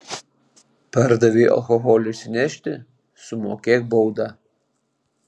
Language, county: Lithuanian, Panevėžys